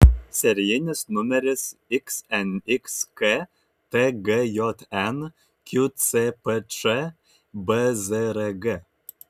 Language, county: Lithuanian, Kaunas